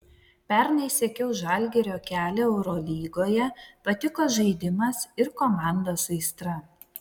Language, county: Lithuanian, Vilnius